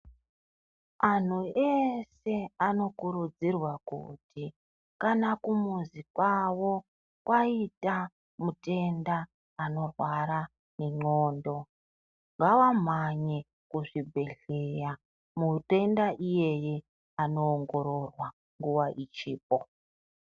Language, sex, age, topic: Ndau, female, 36-49, health